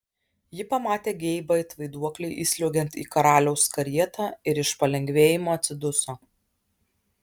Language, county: Lithuanian, Alytus